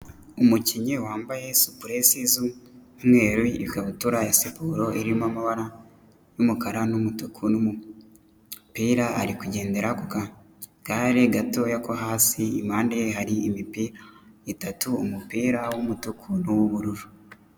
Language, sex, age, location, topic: Kinyarwanda, male, 25-35, Kigali, health